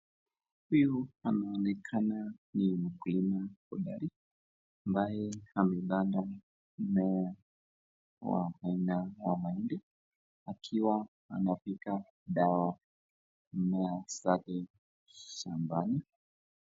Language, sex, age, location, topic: Swahili, male, 25-35, Nakuru, health